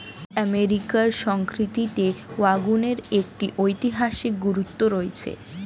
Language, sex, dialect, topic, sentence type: Bengali, female, Standard Colloquial, agriculture, statement